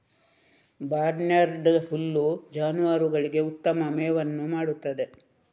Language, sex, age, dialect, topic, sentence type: Kannada, female, 36-40, Coastal/Dakshin, agriculture, statement